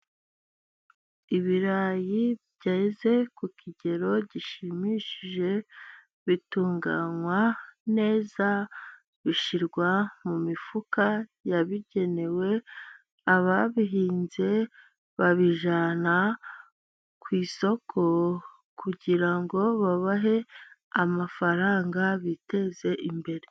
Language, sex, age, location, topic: Kinyarwanda, female, 25-35, Musanze, agriculture